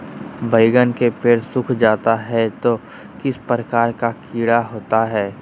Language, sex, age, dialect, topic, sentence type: Magahi, male, 18-24, Southern, agriculture, question